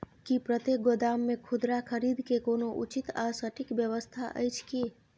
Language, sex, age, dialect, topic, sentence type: Maithili, female, 25-30, Bajjika, agriculture, question